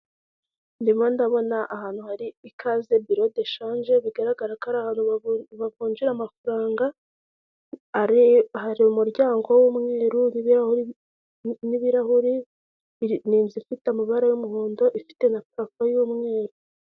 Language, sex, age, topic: Kinyarwanda, female, 18-24, finance